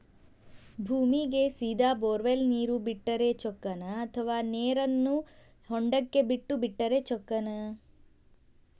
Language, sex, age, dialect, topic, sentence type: Kannada, female, 25-30, Dharwad Kannada, agriculture, question